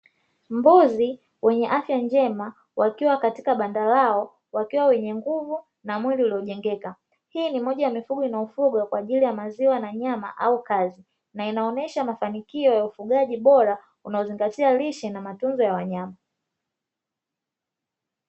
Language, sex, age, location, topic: Swahili, female, 25-35, Dar es Salaam, agriculture